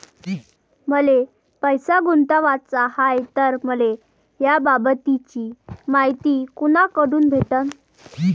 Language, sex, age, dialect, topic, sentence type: Marathi, female, 18-24, Varhadi, banking, question